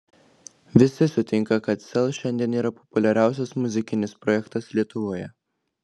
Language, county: Lithuanian, Klaipėda